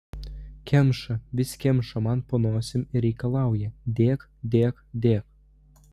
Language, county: Lithuanian, Vilnius